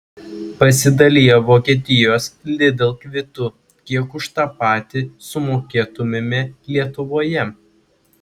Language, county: Lithuanian, Klaipėda